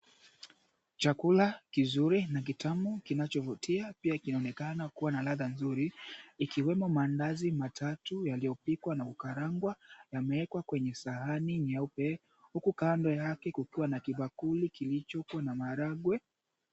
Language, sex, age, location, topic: Swahili, male, 18-24, Mombasa, agriculture